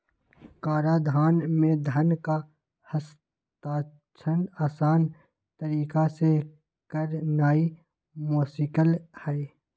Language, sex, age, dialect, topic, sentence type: Magahi, male, 18-24, Western, banking, statement